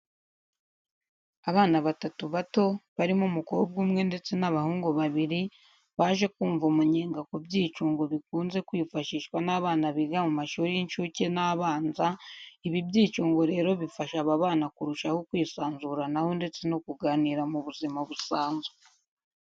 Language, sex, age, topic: Kinyarwanda, female, 18-24, education